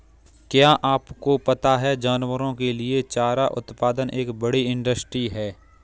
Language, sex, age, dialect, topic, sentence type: Hindi, male, 25-30, Kanauji Braj Bhasha, agriculture, statement